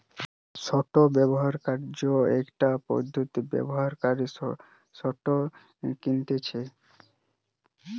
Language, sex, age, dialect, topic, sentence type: Bengali, male, 18-24, Western, banking, statement